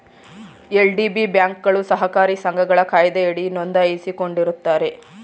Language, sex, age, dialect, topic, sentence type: Kannada, female, 31-35, Mysore Kannada, banking, statement